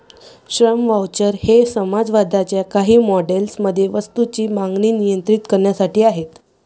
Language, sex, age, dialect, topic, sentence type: Marathi, female, 18-24, Varhadi, banking, statement